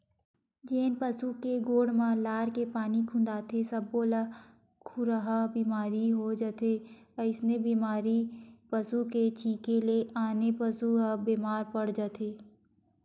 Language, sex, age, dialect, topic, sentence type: Chhattisgarhi, female, 25-30, Western/Budati/Khatahi, agriculture, statement